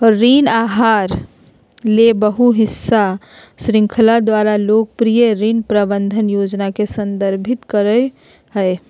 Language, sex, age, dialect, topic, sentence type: Magahi, female, 36-40, Southern, banking, statement